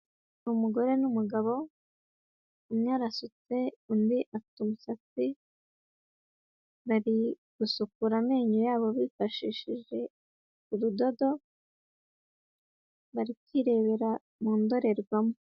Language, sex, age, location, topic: Kinyarwanda, female, 18-24, Huye, health